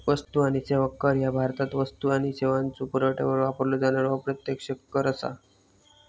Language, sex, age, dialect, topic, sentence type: Marathi, male, 18-24, Southern Konkan, banking, statement